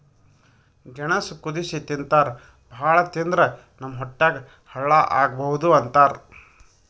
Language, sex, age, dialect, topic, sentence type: Kannada, male, 31-35, Northeastern, agriculture, statement